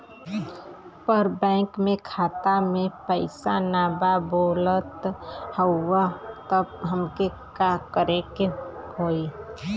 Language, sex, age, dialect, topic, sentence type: Bhojpuri, female, 25-30, Western, banking, question